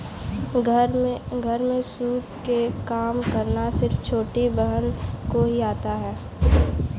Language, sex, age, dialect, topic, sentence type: Hindi, female, 18-24, Kanauji Braj Bhasha, agriculture, statement